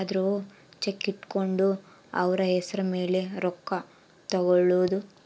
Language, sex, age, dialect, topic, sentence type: Kannada, female, 18-24, Central, banking, statement